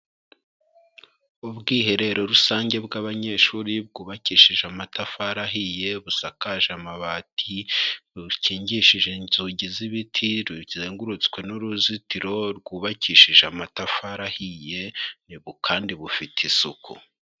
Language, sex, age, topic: Kinyarwanda, male, 25-35, education